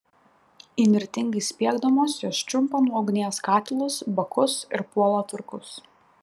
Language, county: Lithuanian, Panevėžys